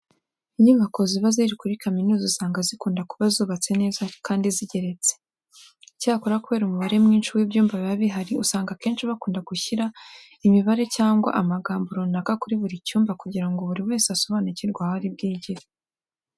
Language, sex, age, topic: Kinyarwanda, female, 18-24, education